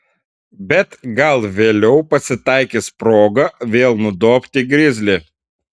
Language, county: Lithuanian, Šiauliai